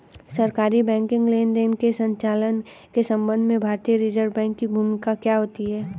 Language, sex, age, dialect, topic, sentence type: Hindi, female, 31-35, Hindustani Malvi Khadi Boli, banking, question